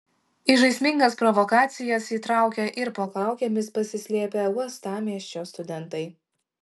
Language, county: Lithuanian, Šiauliai